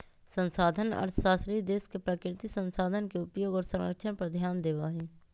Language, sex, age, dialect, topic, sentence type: Magahi, male, 25-30, Western, banking, statement